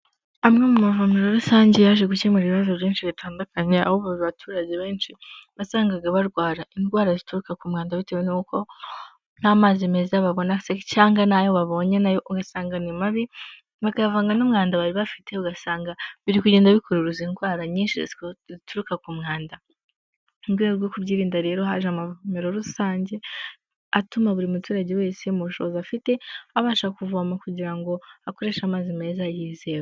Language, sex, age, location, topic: Kinyarwanda, female, 18-24, Huye, health